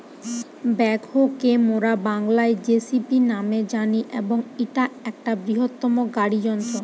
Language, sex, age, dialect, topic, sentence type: Bengali, female, 18-24, Western, agriculture, statement